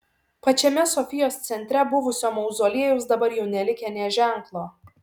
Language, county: Lithuanian, Šiauliai